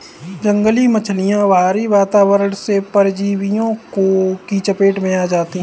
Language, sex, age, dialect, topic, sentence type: Hindi, male, 18-24, Kanauji Braj Bhasha, agriculture, statement